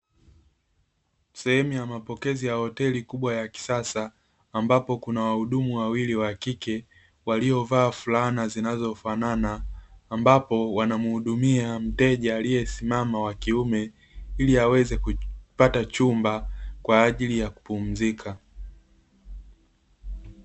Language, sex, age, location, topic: Swahili, male, 36-49, Dar es Salaam, finance